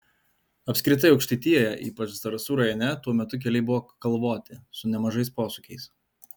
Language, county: Lithuanian, Alytus